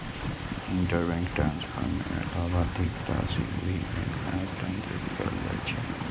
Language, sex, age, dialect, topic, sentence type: Maithili, male, 56-60, Eastern / Thethi, banking, statement